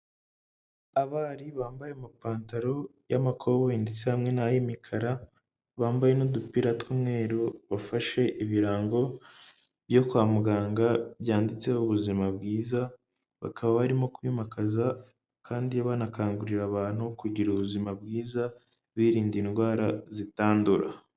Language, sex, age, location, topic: Kinyarwanda, male, 18-24, Huye, health